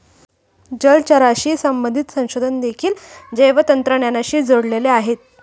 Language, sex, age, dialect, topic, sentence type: Marathi, female, 18-24, Standard Marathi, agriculture, statement